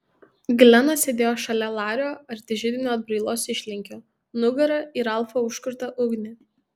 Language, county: Lithuanian, Tauragė